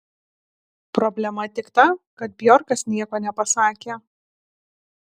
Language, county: Lithuanian, Alytus